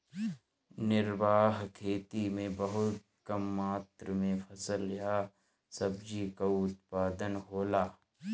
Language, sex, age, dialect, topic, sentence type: Bhojpuri, male, 18-24, Northern, agriculture, statement